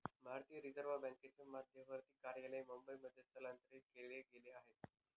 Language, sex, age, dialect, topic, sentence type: Marathi, male, 25-30, Northern Konkan, banking, statement